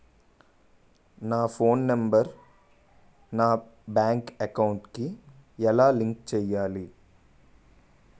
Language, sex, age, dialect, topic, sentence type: Telugu, male, 18-24, Utterandhra, banking, question